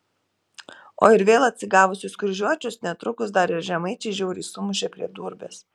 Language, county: Lithuanian, Telšiai